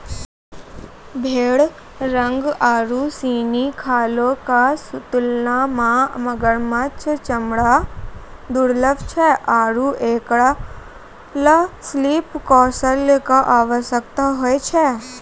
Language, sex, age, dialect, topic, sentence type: Maithili, female, 18-24, Angika, agriculture, statement